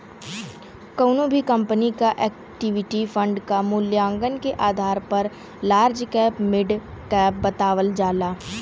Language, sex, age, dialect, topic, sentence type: Bhojpuri, female, 18-24, Western, banking, statement